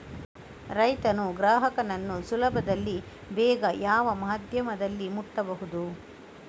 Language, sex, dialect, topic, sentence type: Kannada, female, Coastal/Dakshin, agriculture, question